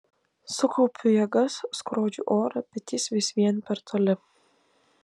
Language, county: Lithuanian, Klaipėda